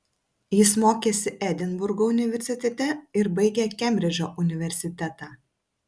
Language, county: Lithuanian, Vilnius